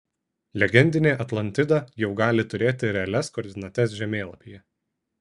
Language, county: Lithuanian, Šiauliai